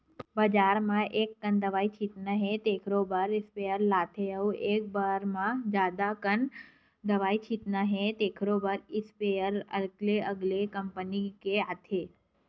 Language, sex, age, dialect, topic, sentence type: Chhattisgarhi, female, 25-30, Western/Budati/Khatahi, agriculture, statement